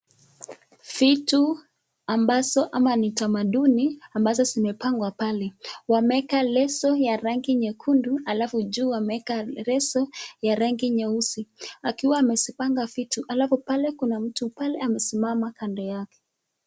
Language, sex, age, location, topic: Swahili, female, 18-24, Nakuru, health